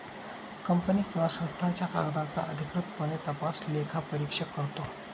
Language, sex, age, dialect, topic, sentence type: Marathi, male, 18-24, Northern Konkan, banking, statement